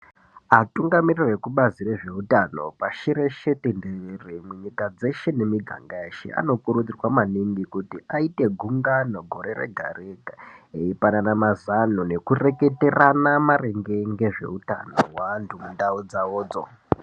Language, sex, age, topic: Ndau, female, 50+, health